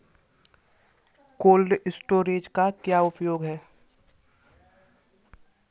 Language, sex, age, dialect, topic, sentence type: Hindi, male, 51-55, Kanauji Braj Bhasha, agriculture, question